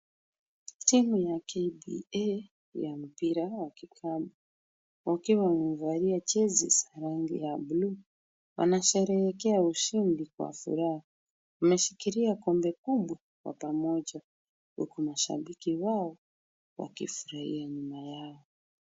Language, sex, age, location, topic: Swahili, female, 25-35, Kisumu, government